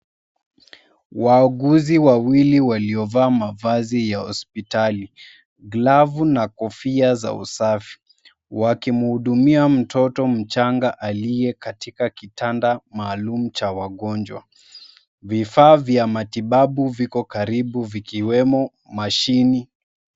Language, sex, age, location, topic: Swahili, male, 25-35, Mombasa, health